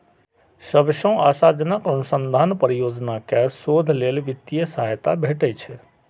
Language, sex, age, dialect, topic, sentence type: Maithili, male, 41-45, Eastern / Thethi, banking, statement